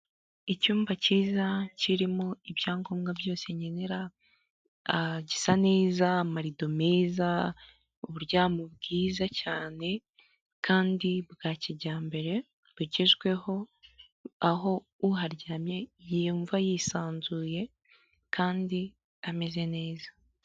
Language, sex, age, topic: Kinyarwanda, female, 18-24, finance